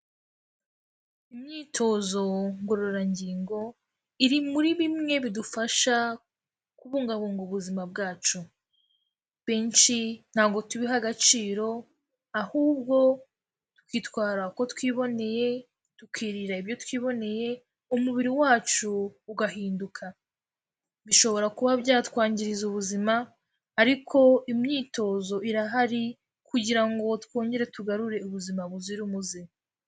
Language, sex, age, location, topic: Kinyarwanda, female, 18-24, Kigali, health